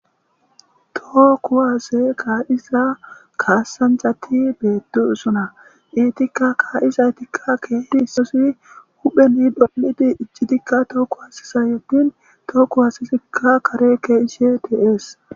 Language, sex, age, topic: Gamo, male, 25-35, government